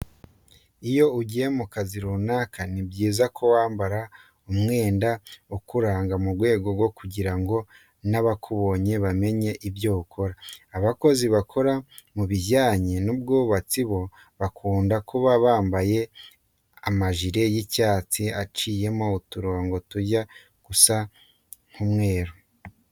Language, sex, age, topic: Kinyarwanda, male, 25-35, education